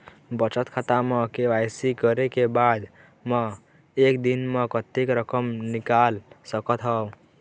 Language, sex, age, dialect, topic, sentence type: Chhattisgarhi, male, 18-24, Eastern, banking, question